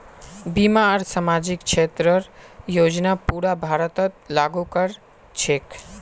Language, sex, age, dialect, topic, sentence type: Magahi, male, 18-24, Northeastern/Surjapuri, banking, statement